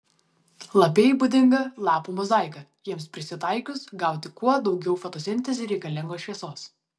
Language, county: Lithuanian, Vilnius